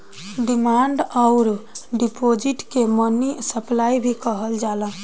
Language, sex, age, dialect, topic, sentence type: Bhojpuri, female, 18-24, Southern / Standard, banking, statement